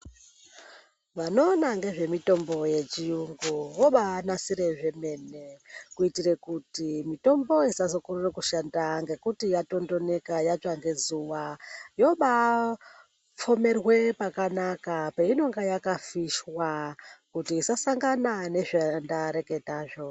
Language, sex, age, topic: Ndau, male, 25-35, health